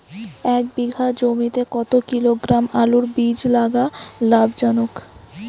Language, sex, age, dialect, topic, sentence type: Bengali, female, 18-24, Rajbangshi, agriculture, question